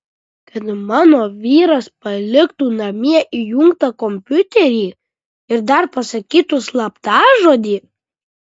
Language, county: Lithuanian, Kaunas